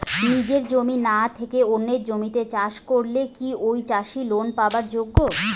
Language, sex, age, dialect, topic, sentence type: Bengali, female, 25-30, Rajbangshi, agriculture, question